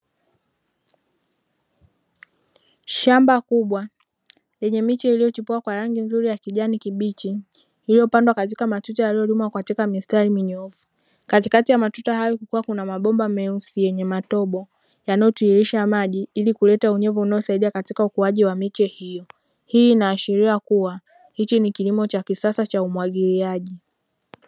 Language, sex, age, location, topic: Swahili, female, 18-24, Dar es Salaam, agriculture